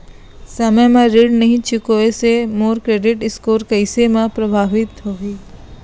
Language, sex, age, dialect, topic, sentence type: Chhattisgarhi, female, 25-30, Central, banking, question